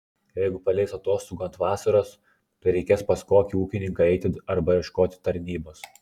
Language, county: Lithuanian, Klaipėda